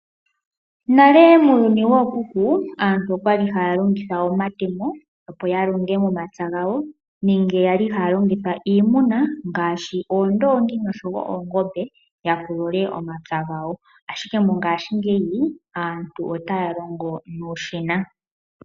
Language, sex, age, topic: Oshiwambo, male, 18-24, agriculture